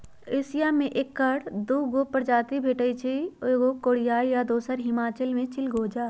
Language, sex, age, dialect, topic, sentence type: Magahi, female, 31-35, Western, agriculture, statement